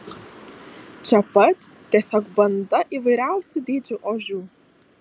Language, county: Lithuanian, Alytus